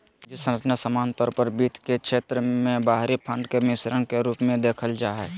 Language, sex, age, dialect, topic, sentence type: Magahi, male, 18-24, Southern, banking, statement